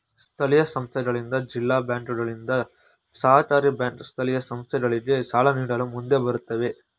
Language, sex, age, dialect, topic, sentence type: Kannada, male, 18-24, Mysore Kannada, banking, statement